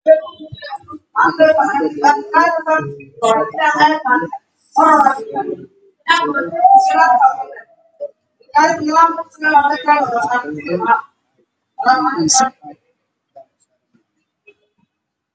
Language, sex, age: Somali, male, 25-35